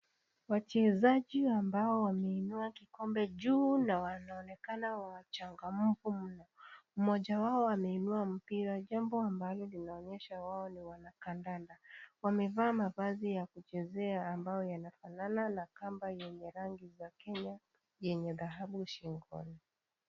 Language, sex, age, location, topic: Swahili, female, 25-35, Kisii, government